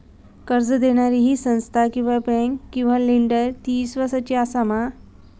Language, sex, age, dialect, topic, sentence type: Marathi, female, 18-24, Southern Konkan, banking, question